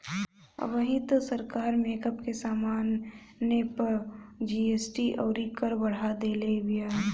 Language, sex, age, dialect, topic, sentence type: Bhojpuri, female, 18-24, Northern, banking, statement